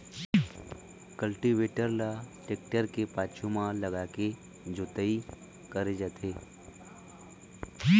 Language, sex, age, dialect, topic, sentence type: Chhattisgarhi, male, 25-30, Eastern, agriculture, statement